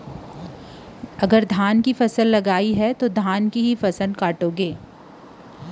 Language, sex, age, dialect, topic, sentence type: Chhattisgarhi, female, 25-30, Western/Budati/Khatahi, agriculture, statement